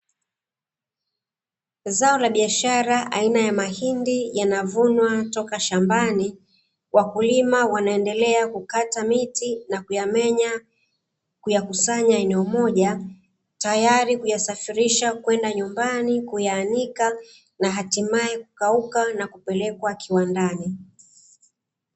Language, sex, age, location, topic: Swahili, female, 36-49, Dar es Salaam, agriculture